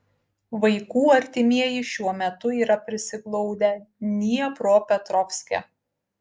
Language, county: Lithuanian, Utena